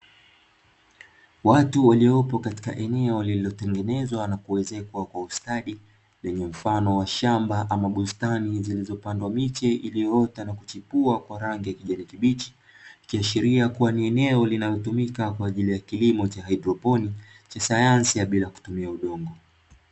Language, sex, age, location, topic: Swahili, male, 25-35, Dar es Salaam, agriculture